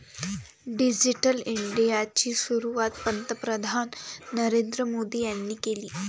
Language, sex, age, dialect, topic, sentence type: Marathi, female, 18-24, Varhadi, banking, statement